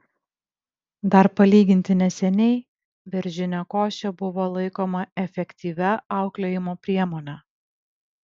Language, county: Lithuanian, Vilnius